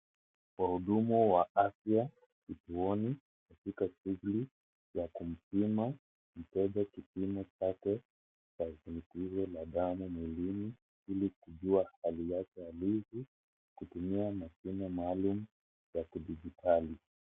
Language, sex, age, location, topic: Swahili, male, 18-24, Kisii, health